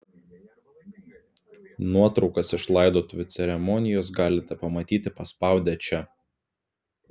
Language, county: Lithuanian, Klaipėda